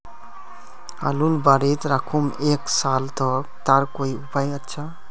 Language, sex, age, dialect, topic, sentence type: Magahi, male, 25-30, Northeastern/Surjapuri, agriculture, question